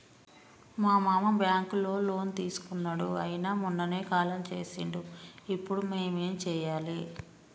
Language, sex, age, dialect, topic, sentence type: Telugu, male, 25-30, Telangana, banking, question